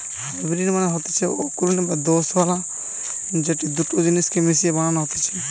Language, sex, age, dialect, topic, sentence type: Bengali, male, 18-24, Western, banking, statement